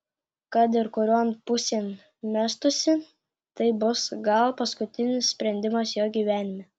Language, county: Lithuanian, Klaipėda